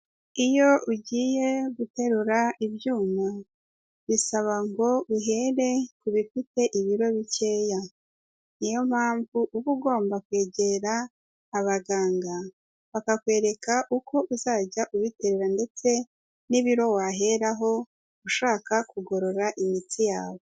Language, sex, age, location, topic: Kinyarwanda, female, 18-24, Kigali, health